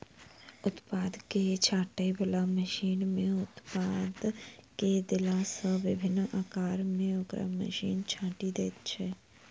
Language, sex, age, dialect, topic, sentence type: Maithili, female, 46-50, Southern/Standard, agriculture, statement